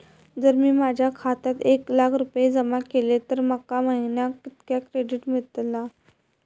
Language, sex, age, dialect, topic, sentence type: Marathi, female, 25-30, Southern Konkan, banking, question